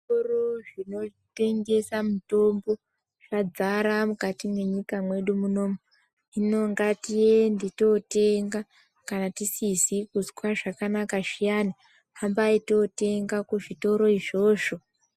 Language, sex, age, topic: Ndau, female, 25-35, health